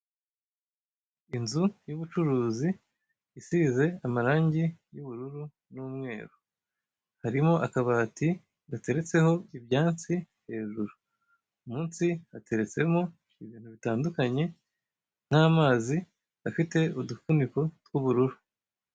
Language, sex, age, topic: Kinyarwanda, male, 25-35, finance